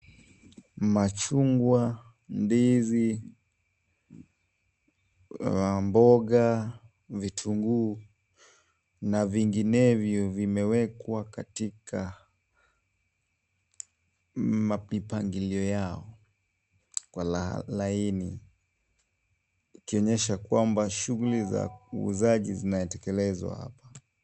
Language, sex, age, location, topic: Swahili, male, 18-24, Kisumu, finance